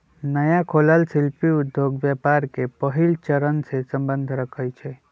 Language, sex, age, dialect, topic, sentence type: Magahi, male, 25-30, Western, banking, statement